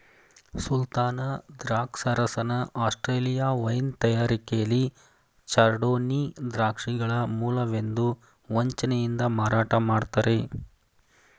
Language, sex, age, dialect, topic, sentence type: Kannada, male, 31-35, Mysore Kannada, agriculture, statement